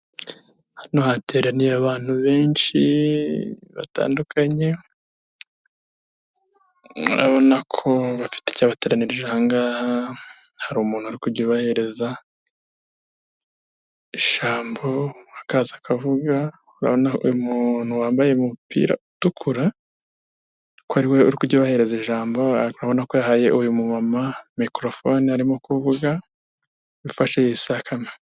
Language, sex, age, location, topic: Kinyarwanda, male, 25-35, Kigali, health